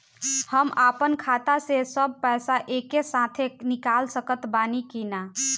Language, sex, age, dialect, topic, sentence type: Bhojpuri, female, 18-24, Southern / Standard, banking, question